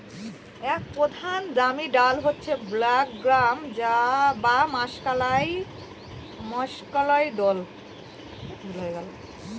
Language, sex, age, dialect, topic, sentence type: Bengali, female, 18-24, Northern/Varendri, agriculture, statement